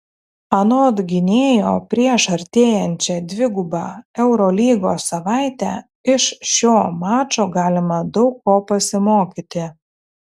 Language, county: Lithuanian, Telšiai